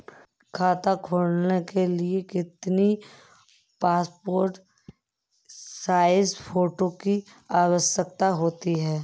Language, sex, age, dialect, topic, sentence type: Hindi, female, 31-35, Awadhi Bundeli, banking, question